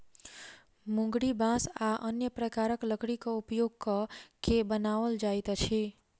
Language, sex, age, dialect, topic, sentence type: Maithili, female, 51-55, Southern/Standard, agriculture, statement